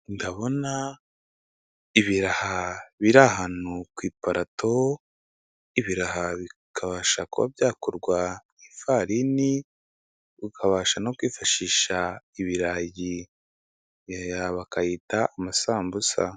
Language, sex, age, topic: Kinyarwanda, male, 25-35, finance